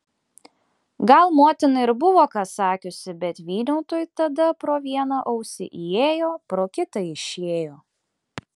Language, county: Lithuanian, Klaipėda